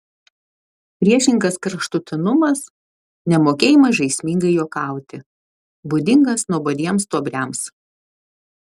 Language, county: Lithuanian, Vilnius